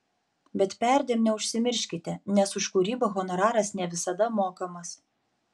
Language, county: Lithuanian, Panevėžys